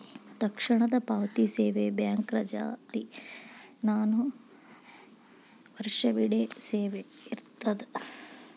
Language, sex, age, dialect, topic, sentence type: Kannada, female, 25-30, Dharwad Kannada, banking, statement